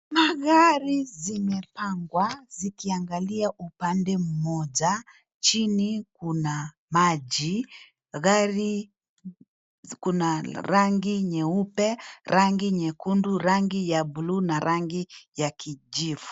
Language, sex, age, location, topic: Swahili, female, 36-49, Kisii, finance